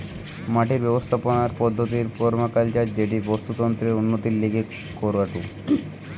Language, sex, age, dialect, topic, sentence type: Bengali, male, 18-24, Western, agriculture, statement